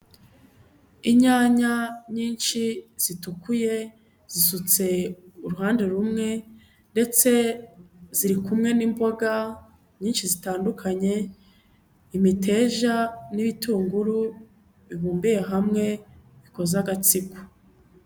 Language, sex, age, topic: Kinyarwanda, female, 25-35, agriculture